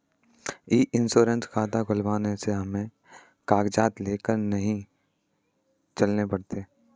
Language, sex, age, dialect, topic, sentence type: Hindi, male, 18-24, Kanauji Braj Bhasha, banking, statement